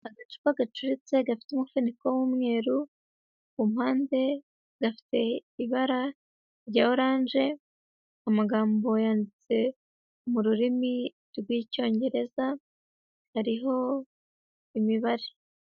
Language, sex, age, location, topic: Kinyarwanda, female, 18-24, Huye, health